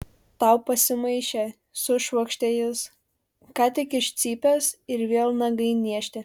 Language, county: Lithuanian, Šiauliai